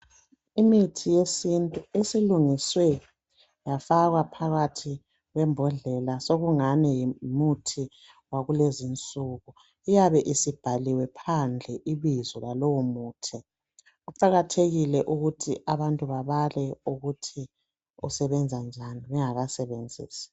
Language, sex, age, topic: North Ndebele, male, 25-35, health